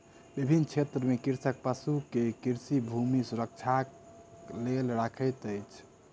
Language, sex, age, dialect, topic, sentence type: Maithili, male, 18-24, Southern/Standard, agriculture, statement